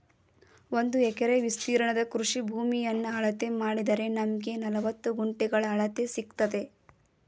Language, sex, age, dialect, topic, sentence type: Kannada, female, 18-24, Mysore Kannada, agriculture, statement